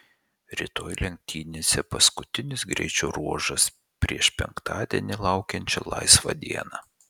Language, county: Lithuanian, Šiauliai